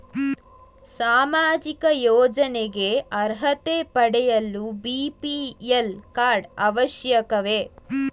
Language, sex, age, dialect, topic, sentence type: Kannada, female, 18-24, Mysore Kannada, banking, question